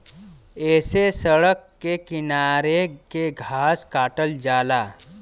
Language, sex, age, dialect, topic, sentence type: Bhojpuri, male, 31-35, Western, agriculture, statement